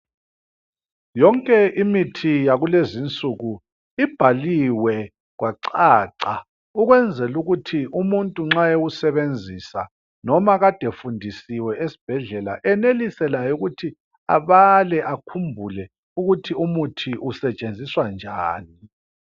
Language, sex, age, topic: North Ndebele, male, 50+, health